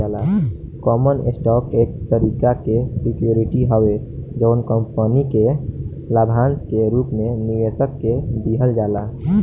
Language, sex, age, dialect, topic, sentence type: Bhojpuri, male, <18, Southern / Standard, banking, statement